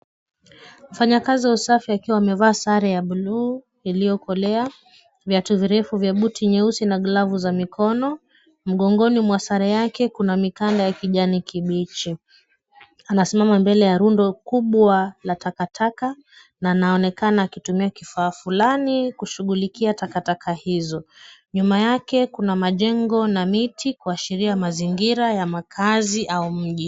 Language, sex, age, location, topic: Swahili, female, 25-35, Kisumu, health